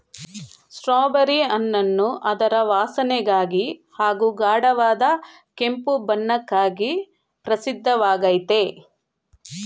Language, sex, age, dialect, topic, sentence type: Kannada, female, 41-45, Mysore Kannada, agriculture, statement